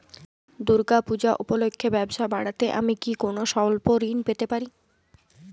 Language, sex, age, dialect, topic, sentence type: Bengali, female, 18-24, Jharkhandi, banking, question